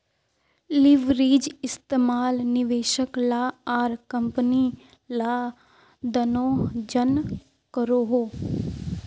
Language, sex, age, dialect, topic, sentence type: Magahi, female, 18-24, Northeastern/Surjapuri, banking, statement